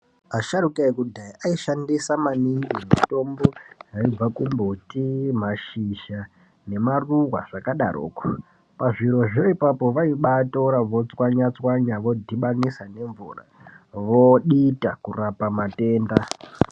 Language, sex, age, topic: Ndau, male, 18-24, health